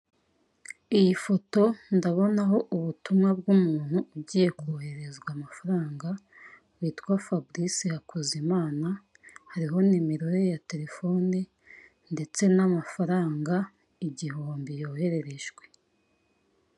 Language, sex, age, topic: Kinyarwanda, female, 25-35, finance